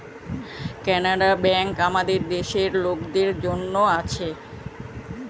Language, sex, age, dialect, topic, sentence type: Bengali, male, 36-40, Standard Colloquial, banking, statement